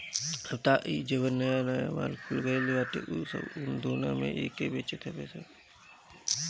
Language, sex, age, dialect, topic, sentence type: Bhojpuri, female, 25-30, Northern, agriculture, statement